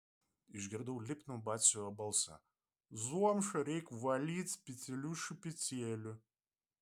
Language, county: Lithuanian, Vilnius